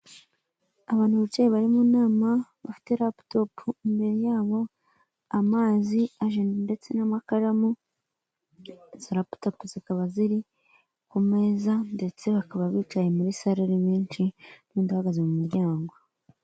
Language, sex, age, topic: Kinyarwanda, female, 25-35, government